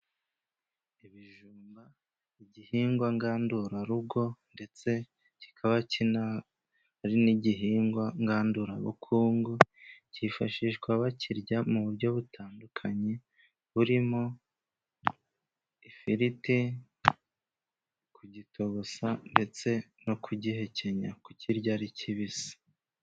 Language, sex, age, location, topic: Kinyarwanda, male, 25-35, Musanze, agriculture